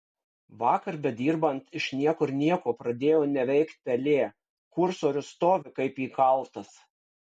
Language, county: Lithuanian, Kaunas